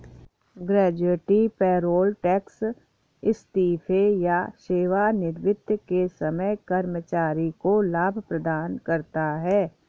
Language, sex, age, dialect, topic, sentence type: Hindi, female, 51-55, Awadhi Bundeli, banking, statement